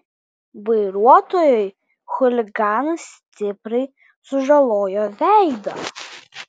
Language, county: Lithuanian, Vilnius